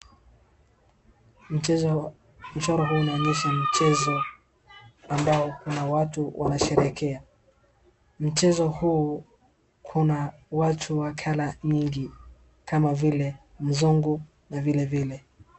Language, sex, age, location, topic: Swahili, male, 18-24, Wajir, government